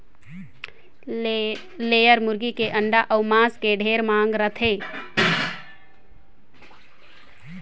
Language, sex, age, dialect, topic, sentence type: Chhattisgarhi, female, 60-100, Northern/Bhandar, agriculture, statement